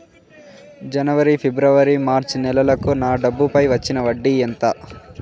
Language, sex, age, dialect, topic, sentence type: Telugu, male, 18-24, Southern, banking, question